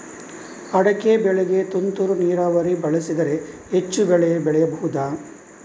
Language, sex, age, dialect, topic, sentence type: Kannada, male, 31-35, Coastal/Dakshin, agriculture, question